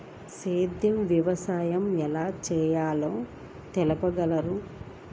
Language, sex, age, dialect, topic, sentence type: Telugu, female, 25-30, Central/Coastal, agriculture, question